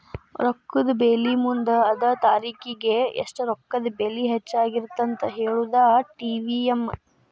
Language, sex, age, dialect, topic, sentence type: Kannada, female, 18-24, Dharwad Kannada, banking, statement